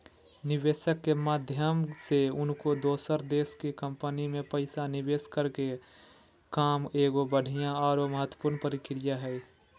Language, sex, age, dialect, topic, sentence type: Magahi, male, 41-45, Southern, banking, statement